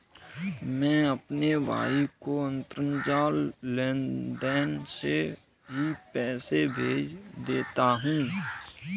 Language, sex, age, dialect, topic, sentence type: Hindi, male, 18-24, Kanauji Braj Bhasha, banking, statement